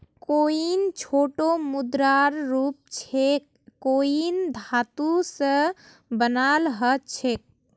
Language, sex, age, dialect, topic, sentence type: Magahi, female, 18-24, Northeastern/Surjapuri, banking, statement